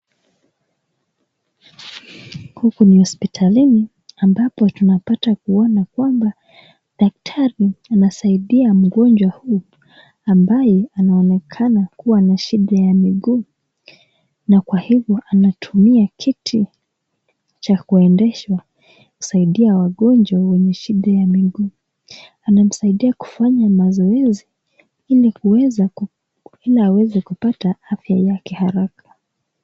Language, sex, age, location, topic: Swahili, female, 18-24, Nakuru, health